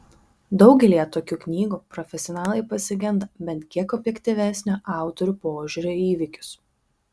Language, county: Lithuanian, Vilnius